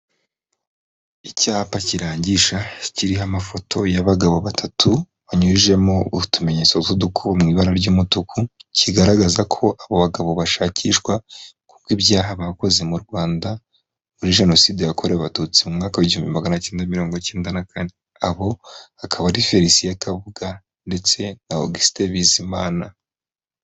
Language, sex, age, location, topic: Kinyarwanda, female, 25-35, Kigali, government